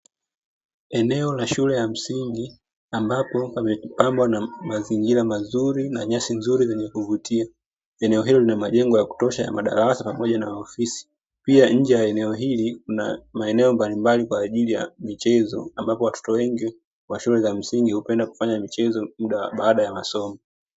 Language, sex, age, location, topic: Swahili, female, 18-24, Dar es Salaam, education